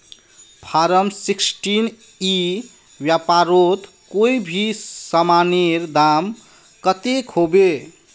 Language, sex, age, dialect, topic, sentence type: Magahi, male, 31-35, Northeastern/Surjapuri, agriculture, question